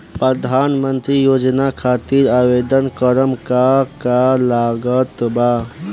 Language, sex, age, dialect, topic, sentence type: Bhojpuri, male, <18, Southern / Standard, banking, question